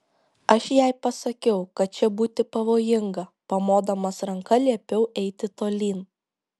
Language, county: Lithuanian, Šiauliai